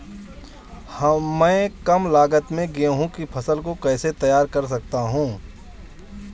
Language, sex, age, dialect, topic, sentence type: Hindi, male, 25-30, Marwari Dhudhari, agriculture, question